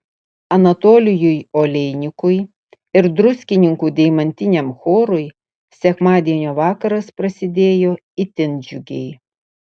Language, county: Lithuanian, Utena